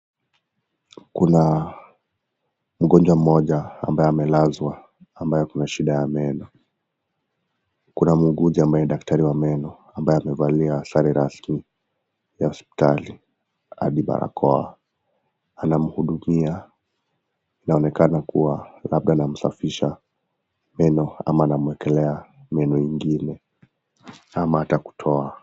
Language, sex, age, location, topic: Swahili, male, 18-24, Nakuru, health